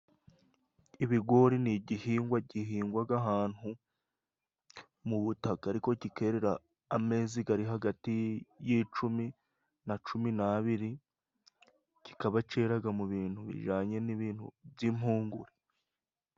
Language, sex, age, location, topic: Kinyarwanda, male, 25-35, Musanze, agriculture